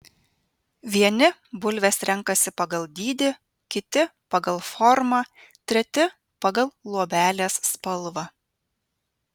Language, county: Lithuanian, Vilnius